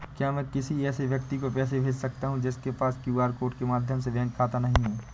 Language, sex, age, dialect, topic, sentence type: Hindi, male, 18-24, Awadhi Bundeli, banking, question